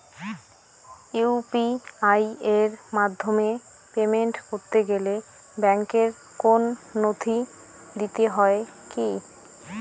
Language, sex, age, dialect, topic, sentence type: Bengali, female, 25-30, Rajbangshi, banking, question